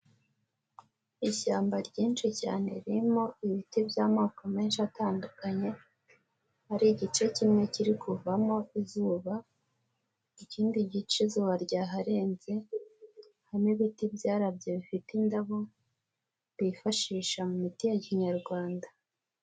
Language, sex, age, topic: Kinyarwanda, female, 18-24, agriculture